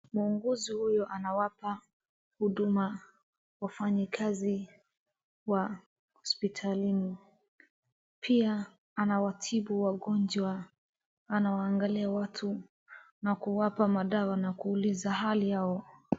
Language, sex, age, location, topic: Swahili, female, 36-49, Wajir, health